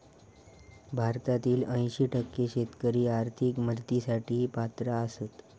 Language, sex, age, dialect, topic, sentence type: Marathi, male, 18-24, Southern Konkan, agriculture, statement